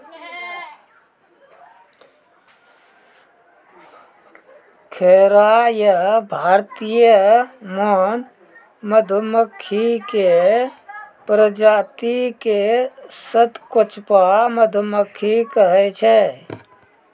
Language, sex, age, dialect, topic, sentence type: Maithili, male, 56-60, Angika, agriculture, statement